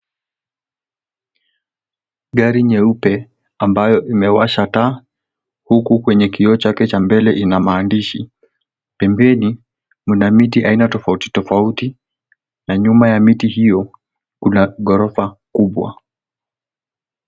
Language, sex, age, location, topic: Swahili, male, 18-24, Nairobi, finance